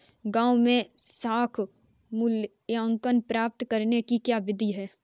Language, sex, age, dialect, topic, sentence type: Hindi, female, 25-30, Kanauji Braj Bhasha, banking, question